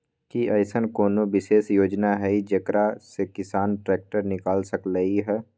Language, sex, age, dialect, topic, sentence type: Magahi, male, 18-24, Western, agriculture, statement